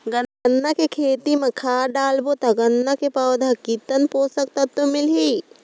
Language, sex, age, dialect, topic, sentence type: Chhattisgarhi, female, 18-24, Northern/Bhandar, agriculture, question